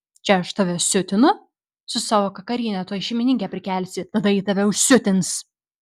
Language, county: Lithuanian, Vilnius